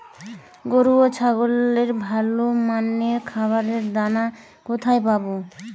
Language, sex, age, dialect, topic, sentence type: Bengali, female, 25-30, Rajbangshi, agriculture, question